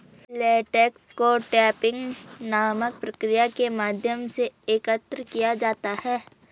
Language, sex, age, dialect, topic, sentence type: Hindi, female, 25-30, Garhwali, agriculture, statement